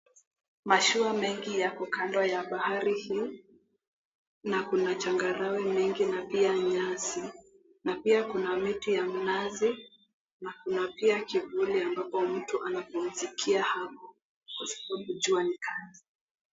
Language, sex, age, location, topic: Swahili, female, 18-24, Mombasa, agriculture